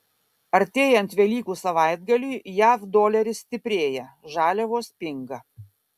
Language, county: Lithuanian, Kaunas